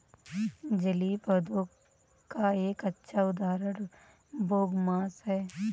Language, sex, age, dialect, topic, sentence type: Hindi, female, 18-24, Awadhi Bundeli, agriculture, statement